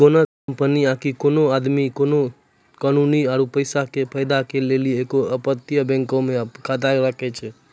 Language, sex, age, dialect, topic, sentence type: Maithili, male, 25-30, Angika, banking, statement